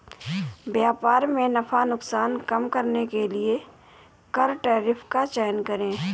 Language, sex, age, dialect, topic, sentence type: Hindi, female, 18-24, Marwari Dhudhari, banking, statement